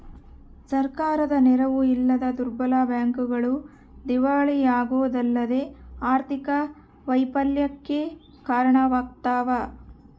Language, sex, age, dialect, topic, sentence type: Kannada, female, 60-100, Central, banking, statement